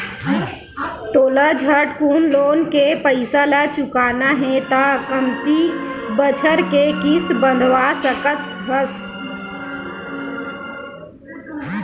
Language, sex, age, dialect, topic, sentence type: Chhattisgarhi, male, 18-24, Western/Budati/Khatahi, banking, statement